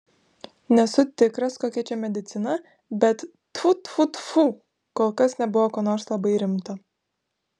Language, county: Lithuanian, Vilnius